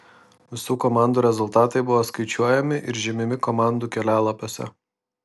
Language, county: Lithuanian, Vilnius